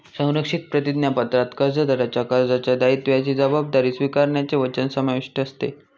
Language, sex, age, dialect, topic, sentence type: Marathi, male, 18-24, Northern Konkan, banking, statement